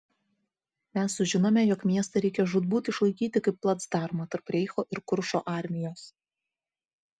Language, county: Lithuanian, Vilnius